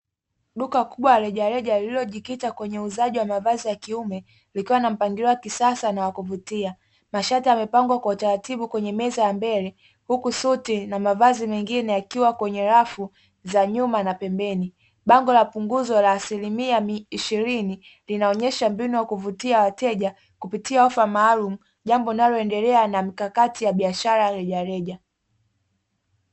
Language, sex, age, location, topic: Swahili, female, 18-24, Dar es Salaam, finance